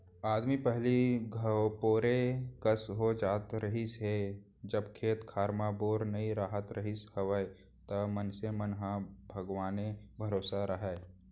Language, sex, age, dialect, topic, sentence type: Chhattisgarhi, male, 25-30, Central, banking, statement